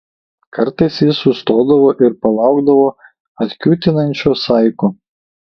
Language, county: Lithuanian, Kaunas